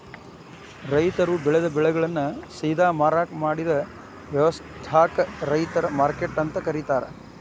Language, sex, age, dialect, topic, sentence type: Kannada, male, 56-60, Dharwad Kannada, agriculture, statement